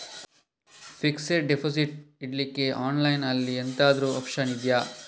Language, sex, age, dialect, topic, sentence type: Kannada, male, 25-30, Coastal/Dakshin, banking, question